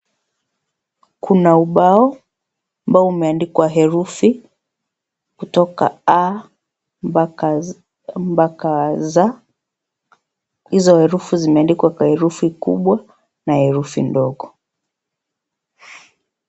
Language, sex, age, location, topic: Swahili, female, 25-35, Kisii, education